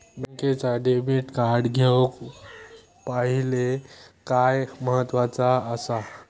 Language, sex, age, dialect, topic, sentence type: Marathi, male, 25-30, Southern Konkan, banking, question